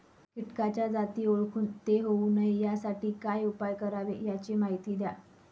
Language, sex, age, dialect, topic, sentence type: Marathi, female, 25-30, Northern Konkan, agriculture, question